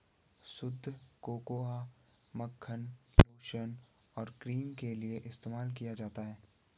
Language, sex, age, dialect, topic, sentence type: Hindi, male, 18-24, Garhwali, agriculture, statement